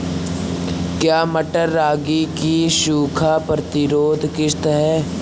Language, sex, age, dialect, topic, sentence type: Hindi, male, 36-40, Awadhi Bundeli, agriculture, question